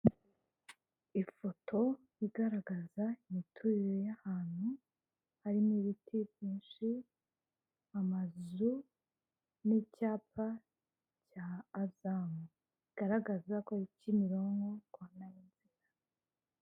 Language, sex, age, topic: Kinyarwanda, female, 25-35, government